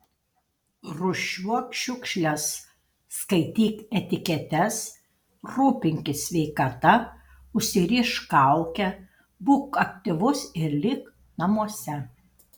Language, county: Lithuanian, Panevėžys